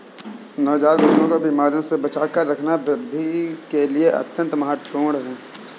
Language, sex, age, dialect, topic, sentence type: Hindi, male, 18-24, Awadhi Bundeli, agriculture, statement